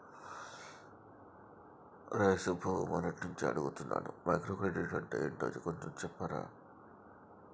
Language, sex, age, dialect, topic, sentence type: Telugu, male, 36-40, Telangana, banking, statement